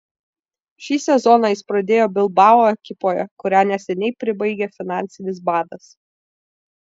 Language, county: Lithuanian, Vilnius